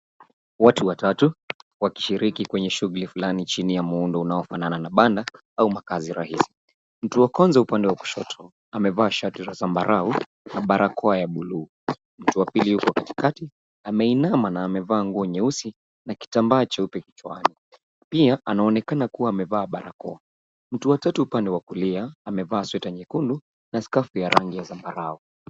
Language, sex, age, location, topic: Swahili, male, 18-24, Nairobi, health